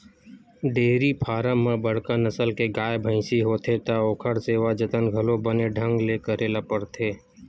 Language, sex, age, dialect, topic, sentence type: Chhattisgarhi, male, 25-30, Western/Budati/Khatahi, agriculture, statement